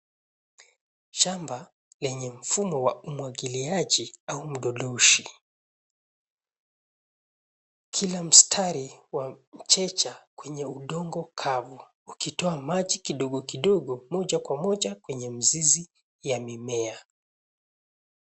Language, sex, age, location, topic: Swahili, male, 25-35, Nairobi, agriculture